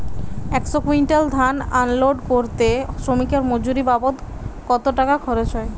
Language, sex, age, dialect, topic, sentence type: Bengali, female, 18-24, Western, agriculture, question